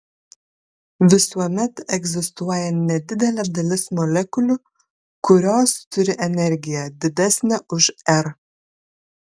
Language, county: Lithuanian, Kaunas